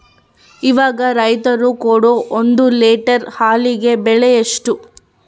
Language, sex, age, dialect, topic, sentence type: Kannada, female, 31-35, Central, agriculture, question